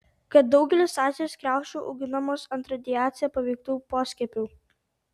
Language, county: Lithuanian, Tauragė